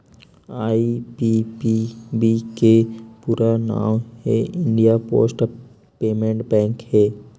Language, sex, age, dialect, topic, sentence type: Chhattisgarhi, male, 18-24, Western/Budati/Khatahi, banking, statement